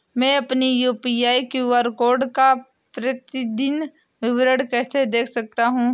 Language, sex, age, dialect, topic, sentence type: Hindi, female, 18-24, Awadhi Bundeli, banking, question